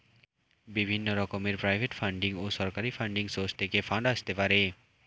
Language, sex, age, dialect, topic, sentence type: Bengali, male, 18-24, Standard Colloquial, banking, statement